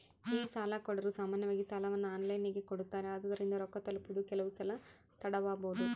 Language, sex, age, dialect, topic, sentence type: Kannada, female, 25-30, Central, banking, statement